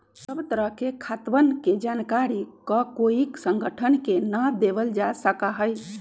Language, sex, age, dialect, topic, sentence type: Magahi, male, 18-24, Western, banking, statement